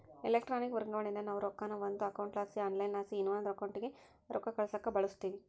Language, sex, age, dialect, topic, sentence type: Kannada, female, 56-60, Central, banking, statement